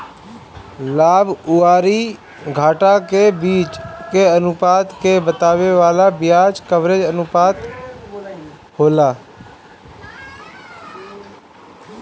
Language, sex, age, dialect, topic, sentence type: Bhojpuri, male, 36-40, Northern, banking, statement